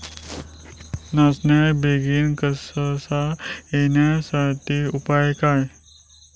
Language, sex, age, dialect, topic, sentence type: Marathi, male, 25-30, Southern Konkan, agriculture, question